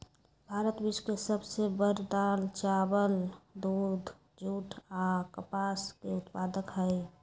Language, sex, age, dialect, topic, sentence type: Magahi, female, 18-24, Western, agriculture, statement